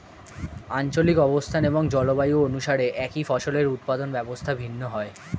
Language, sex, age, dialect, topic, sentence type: Bengali, male, 18-24, Standard Colloquial, agriculture, statement